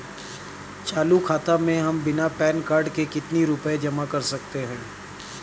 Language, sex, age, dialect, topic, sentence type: Hindi, male, 31-35, Awadhi Bundeli, banking, question